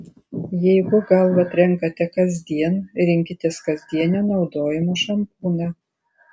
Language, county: Lithuanian, Tauragė